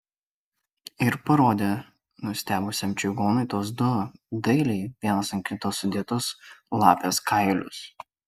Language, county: Lithuanian, Kaunas